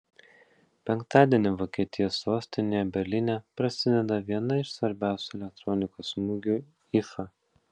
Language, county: Lithuanian, Panevėžys